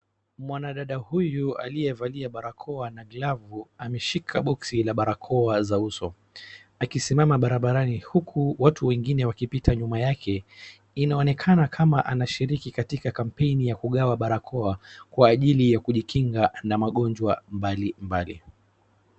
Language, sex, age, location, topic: Swahili, male, 36-49, Wajir, health